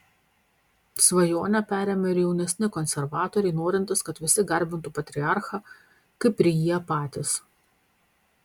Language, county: Lithuanian, Panevėžys